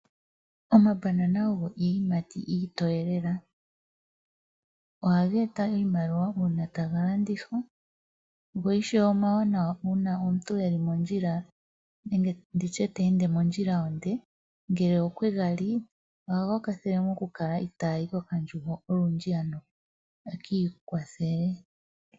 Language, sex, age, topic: Oshiwambo, female, 25-35, agriculture